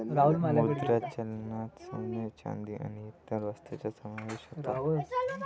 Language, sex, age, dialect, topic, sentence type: Marathi, male, 25-30, Varhadi, banking, statement